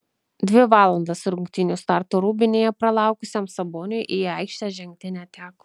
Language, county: Lithuanian, Kaunas